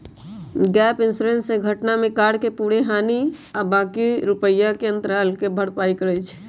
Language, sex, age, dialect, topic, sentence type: Magahi, male, 18-24, Western, banking, statement